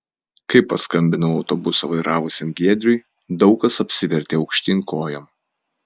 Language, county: Lithuanian, Vilnius